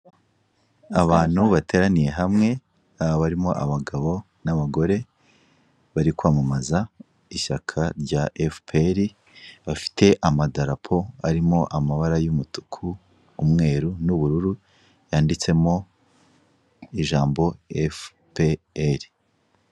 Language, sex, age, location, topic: Kinyarwanda, female, 25-35, Kigali, government